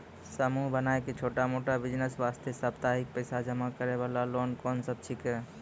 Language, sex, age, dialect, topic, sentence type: Maithili, male, 25-30, Angika, banking, question